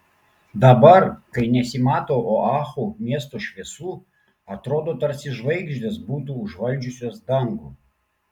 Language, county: Lithuanian, Klaipėda